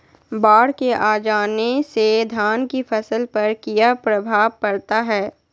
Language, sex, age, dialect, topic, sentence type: Magahi, female, 18-24, Southern, agriculture, question